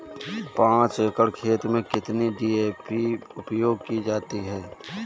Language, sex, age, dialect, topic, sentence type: Hindi, male, 36-40, Awadhi Bundeli, agriculture, question